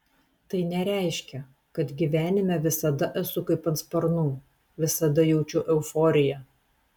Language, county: Lithuanian, Telšiai